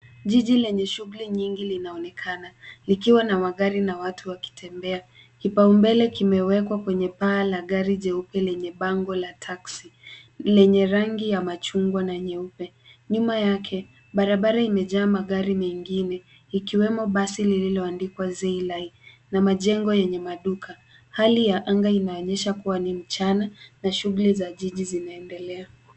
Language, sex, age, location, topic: Swahili, female, 18-24, Nairobi, government